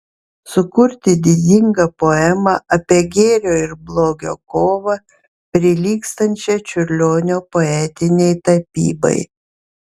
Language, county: Lithuanian, Vilnius